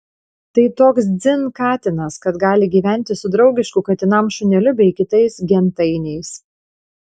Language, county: Lithuanian, Panevėžys